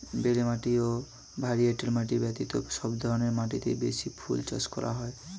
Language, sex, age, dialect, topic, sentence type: Bengali, male, 18-24, Standard Colloquial, agriculture, statement